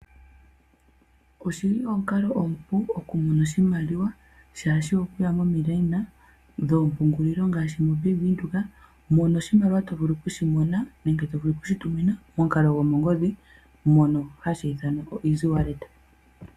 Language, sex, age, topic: Oshiwambo, female, 25-35, finance